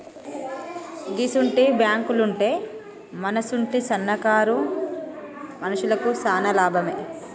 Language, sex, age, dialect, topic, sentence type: Telugu, female, 31-35, Telangana, banking, statement